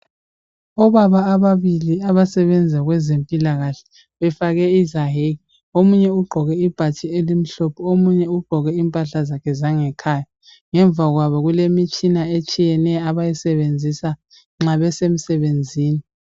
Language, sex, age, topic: North Ndebele, female, 18-24, health